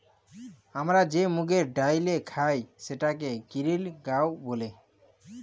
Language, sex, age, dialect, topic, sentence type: Bengali, male, 18-24, Jharkhandi, agriculture, statement